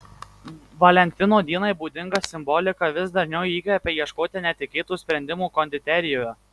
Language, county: Lithuanian, Marijampolė